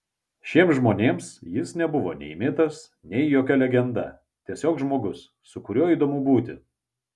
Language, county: Lithuanian, Vilnius